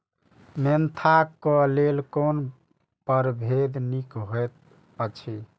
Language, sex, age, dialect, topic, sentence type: Maithili, male, 18-24, Eastern / Thethi, agriculture, question